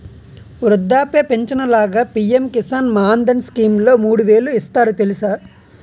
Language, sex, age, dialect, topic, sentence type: Telugu, male, 25-30, Utterandhra, agriculture, statement